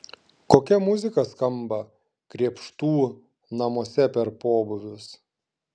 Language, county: Lithuanian, Klaipėda